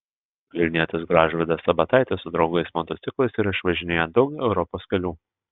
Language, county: Lithuanian, Telšiai